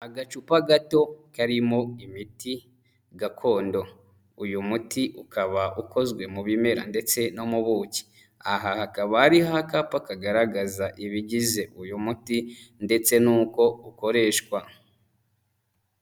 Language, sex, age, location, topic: Kinyarwanda, male, 25-35, Huye, health